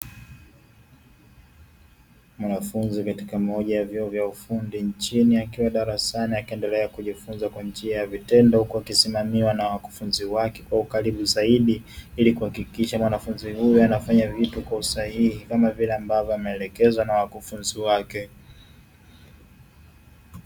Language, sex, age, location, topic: Swahili, male, 18-24, Dar es Salaam, education